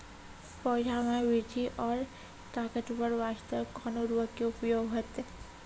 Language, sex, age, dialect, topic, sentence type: Maithili, female, 18-24, Angika, agriculture, question